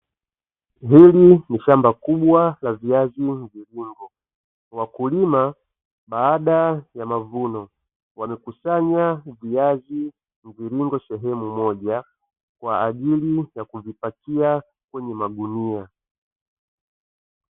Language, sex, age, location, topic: Swahili, male, 25-35, Dar es Salaam, agriculture